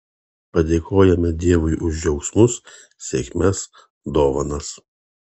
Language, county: Lithuanian, Kaunas